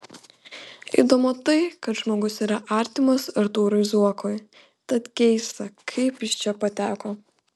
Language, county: Lithuanian, Panevėžys